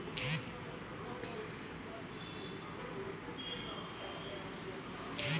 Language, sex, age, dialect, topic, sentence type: Bengali, female, 25-30, Standard Colloquial, agriculture, statement